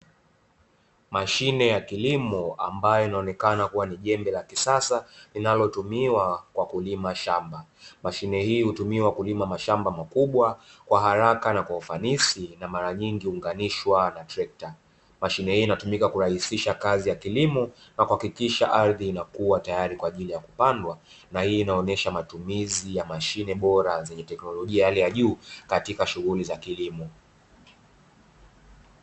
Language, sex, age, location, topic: Swahili, male, 25-35, Dar es Salaam, agriculture